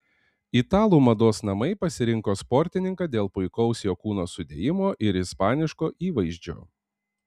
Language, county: Lithuanian, Panevėžys